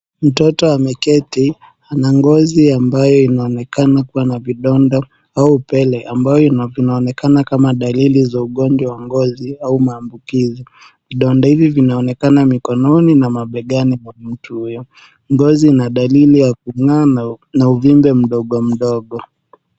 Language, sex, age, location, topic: Swahili, male, 18-24, Mombasa, health